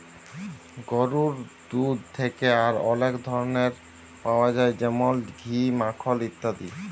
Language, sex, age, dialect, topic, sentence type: Bengali, male, 18-24, Jharkhandi, agriculture, statement